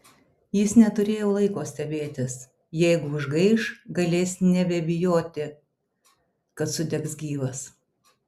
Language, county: Lithuanian, Alytus